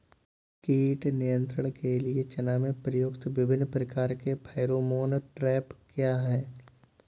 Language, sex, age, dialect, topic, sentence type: Hindi, male, 18-24, Awadhi Bundeli, agriculture, question